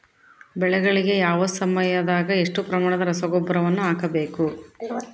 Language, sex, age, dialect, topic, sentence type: Kannada, female, 56-60, Central, agriculture, question